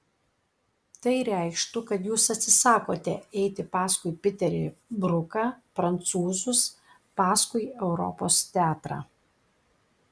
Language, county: Lithuanian, Klaipėda